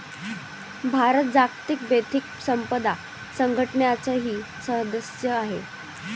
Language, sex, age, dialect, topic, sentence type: Marathi, female, 18-24, Varhadi, banking, statement